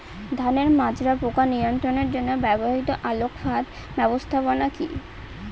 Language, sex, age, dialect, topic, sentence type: Bengali, female, 18-24, Northern/Varendri, agriculture, question